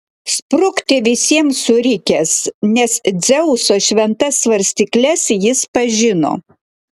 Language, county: Lithuanian, Klaipėda